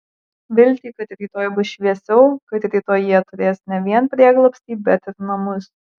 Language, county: Lithuanian, Marijampolė